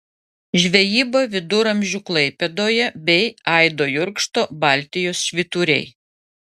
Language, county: Lithuanian, Klaipėda